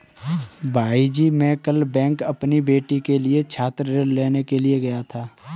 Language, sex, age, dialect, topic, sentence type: Hindi, male, 18-24, Kanauji Braj Bhasha, banking, statement